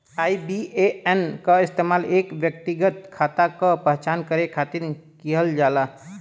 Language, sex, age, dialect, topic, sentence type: Bhojpuri, male, 25-30, Western, banking, statement